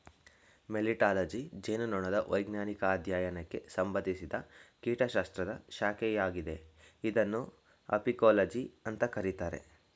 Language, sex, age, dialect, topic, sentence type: Kannada, male, 18-24, Mysore Kannada, agriculture, statement